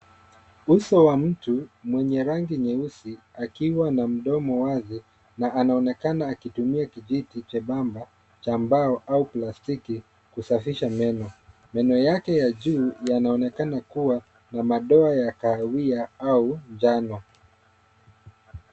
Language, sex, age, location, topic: Swahili, male, 25-35, Nairobi, health